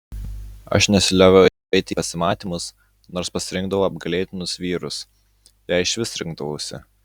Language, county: Lithuanian, Utena